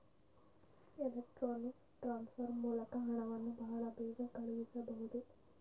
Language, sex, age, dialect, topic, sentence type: Kannada, female, 25-30, Mysore Kannada, banking, statement